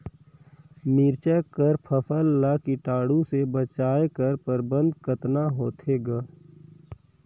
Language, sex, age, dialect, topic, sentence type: Chhattisgarhi, male, 18-24, Northern/Bhandar, agriculture, question